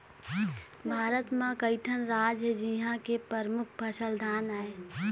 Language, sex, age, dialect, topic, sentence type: Chhattisgarhi, female, 18-24, Eastern, agriculture, statement